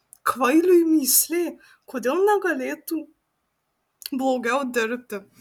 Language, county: Lithuanian, Marijampolė